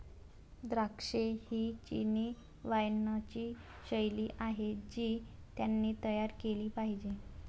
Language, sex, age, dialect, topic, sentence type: Marathi, female, 18-24, Varhadi, agriculture, statement